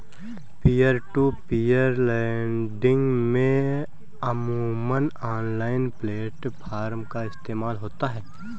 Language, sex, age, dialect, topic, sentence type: Hindi, male, 18-24, Awadhi Bundeli, banking, statement